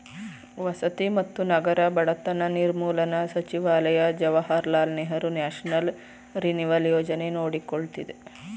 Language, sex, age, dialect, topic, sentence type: Kannada, female, 31-35, Mysore Kannada, banking, statement